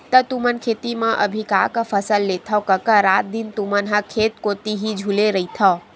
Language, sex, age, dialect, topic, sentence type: Chhattisgarhi, female, 60-100, Western/Budati/Khatahi, agriculture, statement